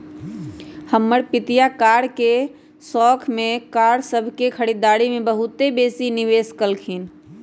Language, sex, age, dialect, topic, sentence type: Magahi, female, 31-35, Western, banking, statement